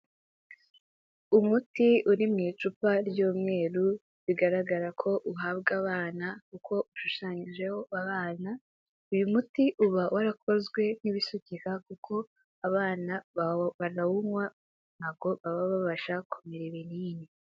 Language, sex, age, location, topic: Kinyarwanda, female, 18-24, Kigali, health